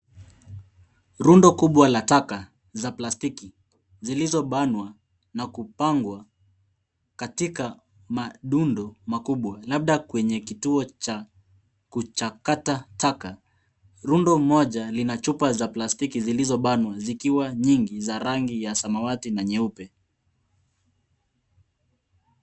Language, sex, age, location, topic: Swahili, male, 18-24, Nairobi, government